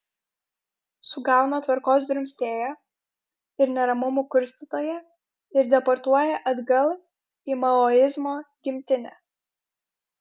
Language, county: Lithuanian, Kaunas